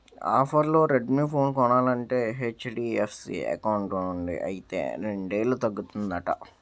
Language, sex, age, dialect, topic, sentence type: Telugu, male, 18-24, Utterandhra, banking, statement